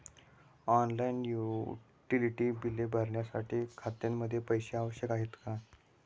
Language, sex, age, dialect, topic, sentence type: Marathi, male, 18-24, Standard Marathi, banking, question